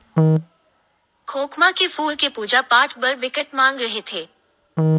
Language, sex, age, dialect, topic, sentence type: Chhattisgarhi, male, 18-24, Western/Budati/Khatahi, agriculture, statement